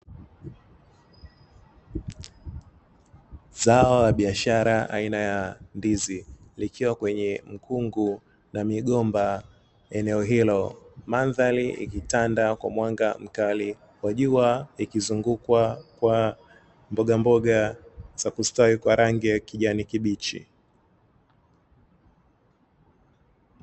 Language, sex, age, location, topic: Swahili, male, 36-49, Dar es Salaam, agriculture